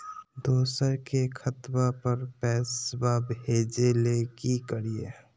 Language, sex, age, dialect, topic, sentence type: Magahi, male, 18-24, Southern, banking, question